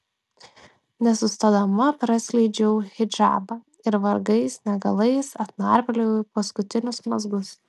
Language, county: Lithuanian, Klaipėda